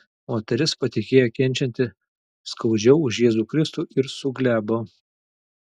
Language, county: Lithuanian, Telšiai